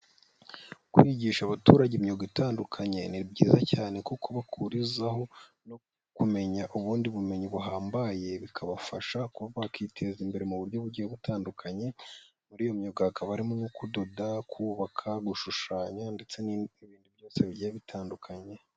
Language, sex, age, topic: Kinyarwanda, female, 18-24, health